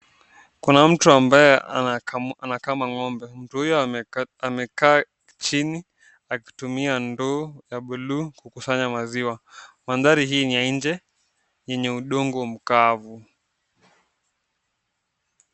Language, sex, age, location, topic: Swahili, male, 18-24, Nakuru, agriculture